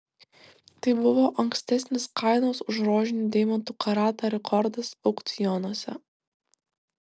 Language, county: Lithuanian, Vilnius